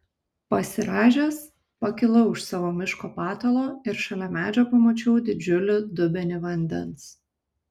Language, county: Lithuanian, Kaunas